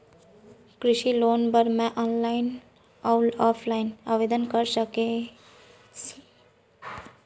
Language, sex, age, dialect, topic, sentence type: Chhattisgarhi, female, 56-60, Central, banking, question